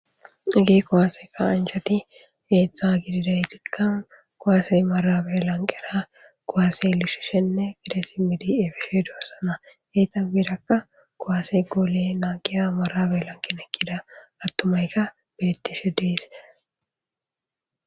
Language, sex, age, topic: Gamo, female, 18-24, government